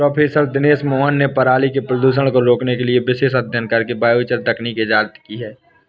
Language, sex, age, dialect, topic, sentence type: Hindi, male, 18-24, Awadhi Bundeli, agriculture, statement